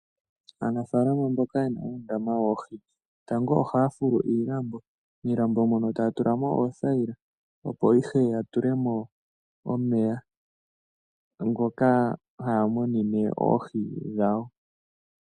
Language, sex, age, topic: Oshiwambo, male, 18-24, agriculture